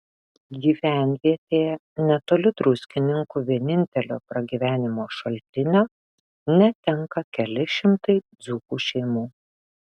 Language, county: Lithuanian, Šiauliai